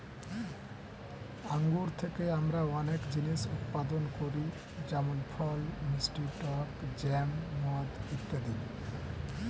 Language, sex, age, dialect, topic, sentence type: Bengali, male, 18-24, Standard Colloquial, agriculture, statement